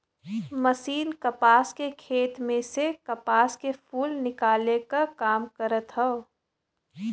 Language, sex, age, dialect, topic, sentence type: Bhojpuri, female, 18-24, Western, agriculture, statement